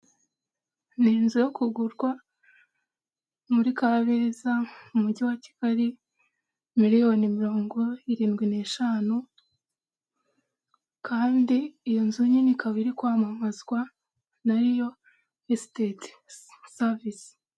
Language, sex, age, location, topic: Kinyarwanda, female, 25-35, Huye, finance